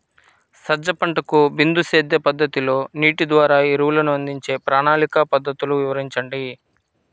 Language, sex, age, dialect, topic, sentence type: Telugu, male, 25-30, Central/Coastal, agriculture, question